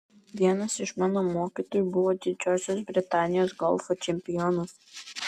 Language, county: Lithuanian, Vilnius